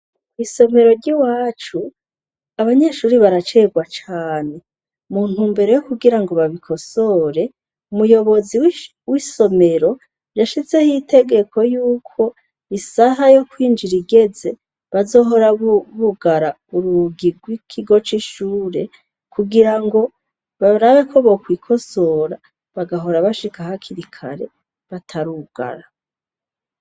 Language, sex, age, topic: Rundi, female, 36-49, education